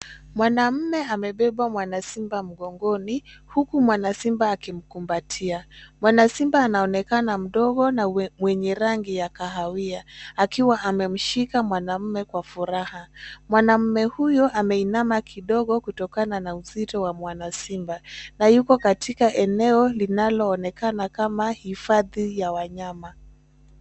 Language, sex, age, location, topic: Swahili, female, 25-35, Nairobi, government